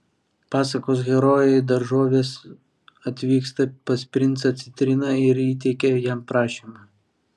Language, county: Lithuanian, Vilnius